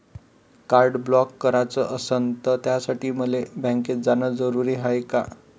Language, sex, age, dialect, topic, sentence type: Marathi, male, 25-30, Varhadi, banking, question